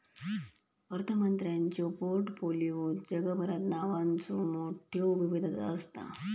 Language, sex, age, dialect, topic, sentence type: Marathi, female, 31-35, Southern Konkan, banking, statement